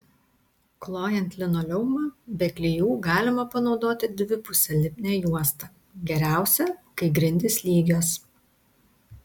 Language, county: Lithuanian, Tauragė